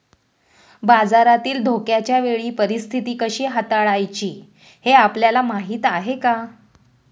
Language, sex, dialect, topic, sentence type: Marathi, female, Standard Marathi, banking, statement